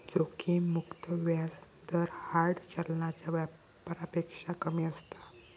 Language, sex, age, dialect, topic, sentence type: Marathi, male, 60-100, Southern Konkan, banking, statement